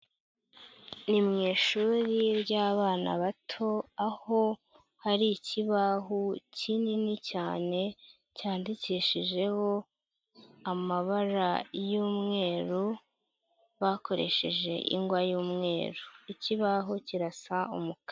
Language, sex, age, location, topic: Kinyarwanda, female, 25-35, Huye, education